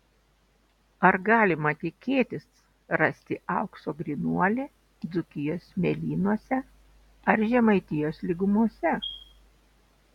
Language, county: Lithuanian, Telšiai